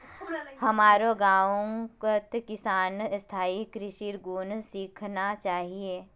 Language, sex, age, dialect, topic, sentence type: Magahi, female, 18-24, Northeastern/Surjapuri, agriculture, statement